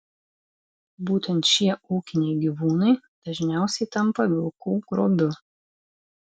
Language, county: Lithuanian, Vilnius